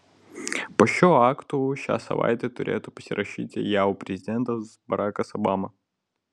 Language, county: Lithuanian, Vilnius